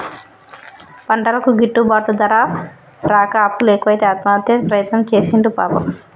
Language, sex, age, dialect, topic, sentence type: Telugu, female, 31-35, Telangana, agriculture, statement